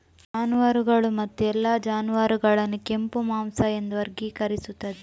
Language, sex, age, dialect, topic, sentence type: Kannada, female, 25-30, Coastal/Dakshin, agriculture, statement